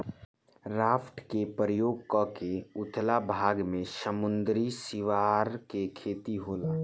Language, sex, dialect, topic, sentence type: Bhojpuri, male, Southern / Standard, agriculture, statement